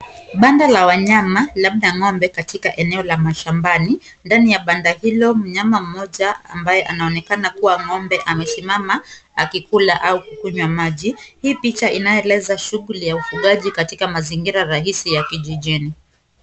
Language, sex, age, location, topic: Swahili, female, 25-35, Kisumu, agriculture